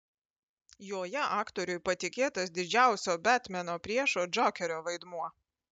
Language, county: Lithuanian, Panevėžys